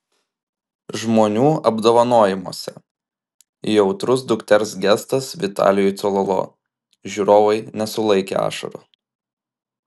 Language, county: Lithuanian, Klaipėda